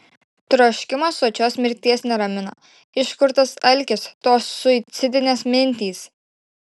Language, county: Lithuanian, Šiauliai